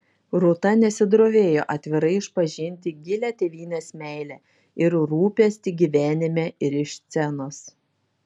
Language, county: Lithuanian, Šiauliai